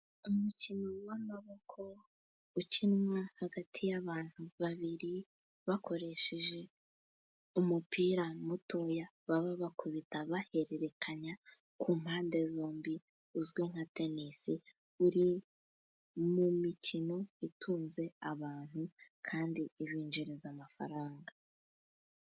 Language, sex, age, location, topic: Kinyarwanda, female, 18-24, Musanze, government